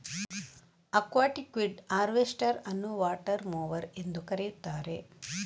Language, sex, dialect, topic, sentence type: Kannada, female, Coastal/Dakshin, agriculture, statement